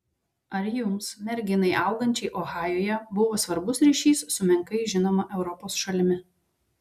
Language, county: Lithuanian, Vilnius